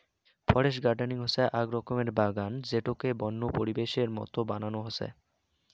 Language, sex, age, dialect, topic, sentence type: Bengali, male, 18-24, Rajbangshi, agriculture, statement